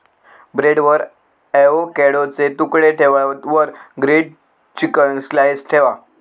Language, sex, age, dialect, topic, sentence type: Marathi, male, 18-24, Southern Konkan, agriculture, statement